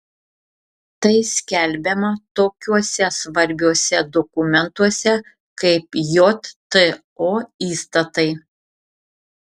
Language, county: Lithuanian, Šiauliai